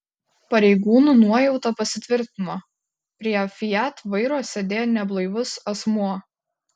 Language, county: Lithuanian, Kaunas